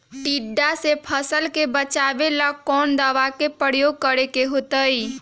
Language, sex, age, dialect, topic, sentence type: Magahi, female, 31-35, Western, agriculture, question